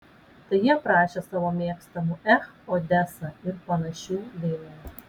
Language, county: Lithuanian, Vilnius